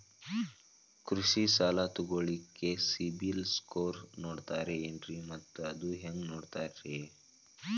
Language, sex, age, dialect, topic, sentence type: Kannada, male, 18-24, Dharwad Kannada, banking, question